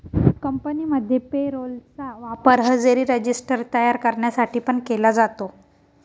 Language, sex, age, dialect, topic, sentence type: Marathi, female, 18-24, Northern Konkan, banking, statement